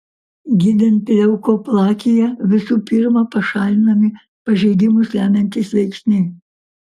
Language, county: Lithuanian, Kaunas